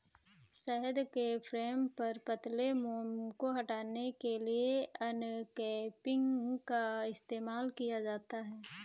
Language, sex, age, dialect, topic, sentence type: Hindi, female, 18-24, Kanauji Braj Bhasha, agriculture, statement